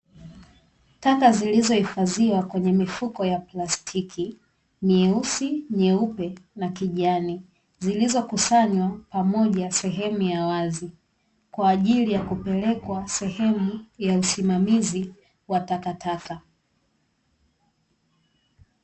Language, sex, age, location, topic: Swahili, female, 18-24, Dar es Salaam, government